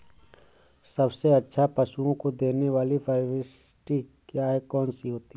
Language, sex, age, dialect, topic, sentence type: Hindi, male, 18-24, Awadhi Bundeli, agriculture, question